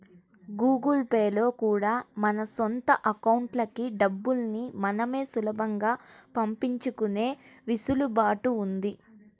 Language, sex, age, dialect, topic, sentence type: Telugu, female, 18-24, Central/Coastal, banking, statement